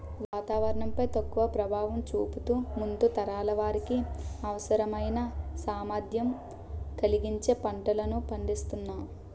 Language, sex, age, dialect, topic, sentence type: Telugu, male, 25-30, Utterandhra, agriculture, statement